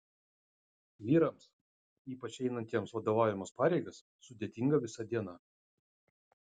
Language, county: Lithuanian, Utena